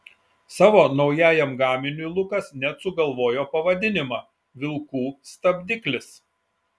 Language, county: Lithuanian, Šiauliai